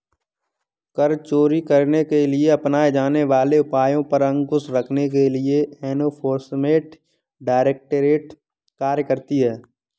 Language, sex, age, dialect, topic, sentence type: Hindi, male, 18-24, Kanauji Braj Bhasha, banking, statement